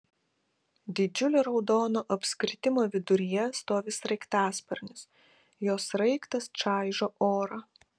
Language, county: Lithuanian, Kaunas